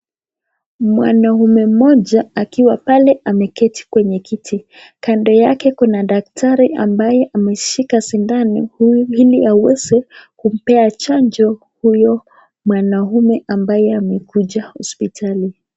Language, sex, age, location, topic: Swahili, female, 18-24, Nakuru, health